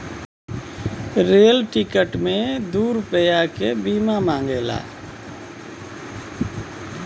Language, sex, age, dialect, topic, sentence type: Bhojpuri, male, 41-45, Western, banking, statement